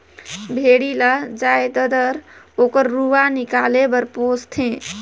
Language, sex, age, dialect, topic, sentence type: Chhattisgarhi, female, 31-35, Northern/Bhandar, agriculture, statement